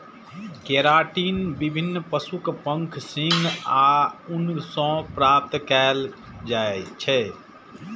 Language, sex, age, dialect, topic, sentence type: Maithili, male, 46-50, Eastern / Thethi, agriculture, statement